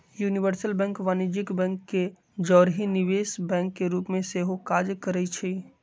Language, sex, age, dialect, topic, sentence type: Magahi, male, 25-30, Western, banking, statement